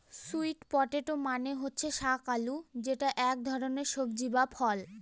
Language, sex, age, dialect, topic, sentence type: Bengali, female, <18, Northern/Varendri, agriculture, statement